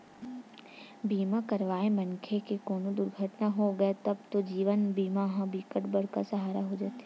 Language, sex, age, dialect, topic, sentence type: Chhattisgarhi, female, 60-100, Western/Budati/Khatahi, banking, statement